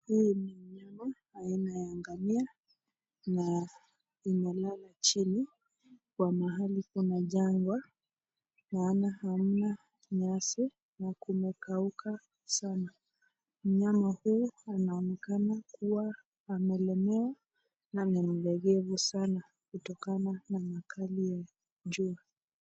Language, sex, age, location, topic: Swahili, female, 25-35, Nakuru, health